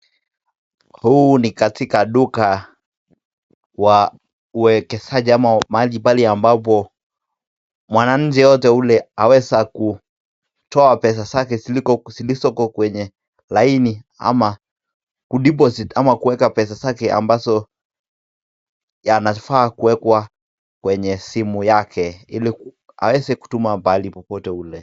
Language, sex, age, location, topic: Swahili, male, 18-24, Nakuru, finance